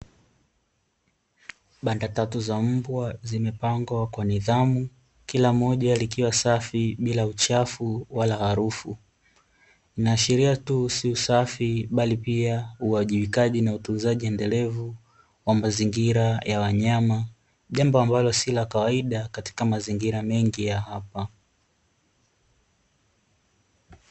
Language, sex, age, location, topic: Swahili, male, 18-24, Dar es Salaam, agriculture